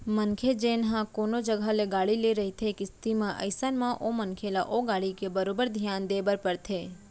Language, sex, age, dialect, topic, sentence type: Chhattisgarhi, female, 31-35, Central, banking, statement